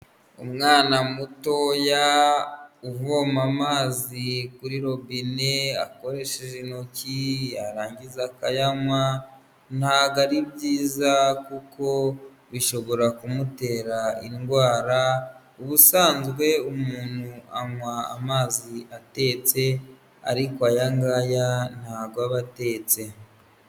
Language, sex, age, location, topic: Kinyarwanda, male, 25-35, Huye, health